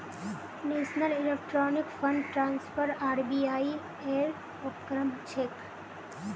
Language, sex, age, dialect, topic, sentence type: Magahi, female, 18-24, Northeastern/Surjapuri, banking, statement